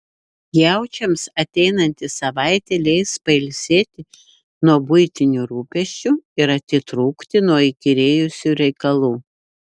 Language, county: Lithuanian, Šiauliai